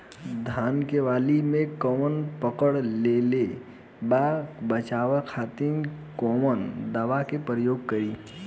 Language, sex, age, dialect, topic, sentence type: Bhojpuri, male, 18-24, Southern / Standard, agriculture, question